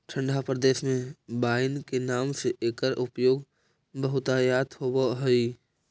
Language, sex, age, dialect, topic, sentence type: Magahi, male, 18-24, Central/Standard, banking, statement